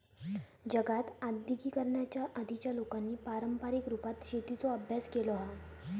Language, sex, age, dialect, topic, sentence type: Marathi, female, 18-24, Southern Konkan, agriculture, statement